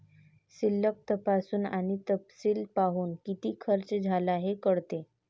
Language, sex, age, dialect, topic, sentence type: Marathi, female, 18-24, Varhadi, banking, statement